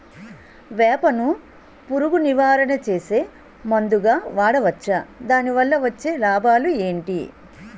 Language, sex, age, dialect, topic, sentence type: Telugu, female, 41-45, Utterandhra, agriculture, question